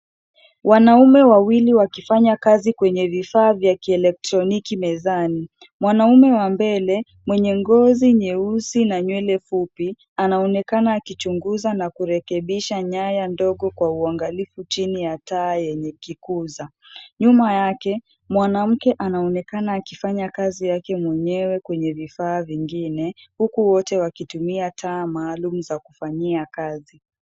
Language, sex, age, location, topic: Swahili, female, 25-35, Nairobi, education